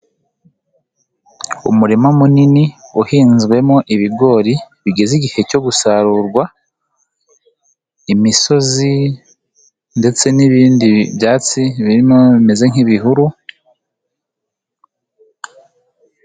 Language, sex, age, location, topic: Kinyarwanda, male, 18-24, Nyagatare, agriculture